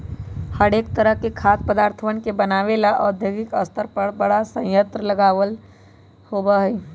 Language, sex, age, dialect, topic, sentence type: Magahi, female, 18-24, Western, agriculture, statement